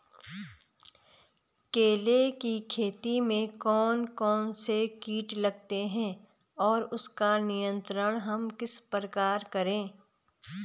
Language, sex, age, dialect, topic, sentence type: Hindi, female, 36-40, Garhwali, agriculture, question